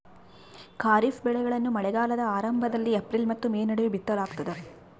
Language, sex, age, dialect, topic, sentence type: Kannada, female, 25-30, Central, agriculture, statement